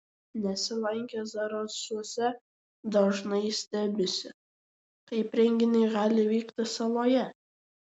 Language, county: Lithuanian, Šiauliai